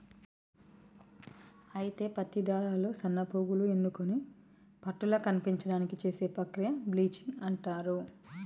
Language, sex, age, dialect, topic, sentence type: Telugu, female, 31-35, Telangana, agriculture, statement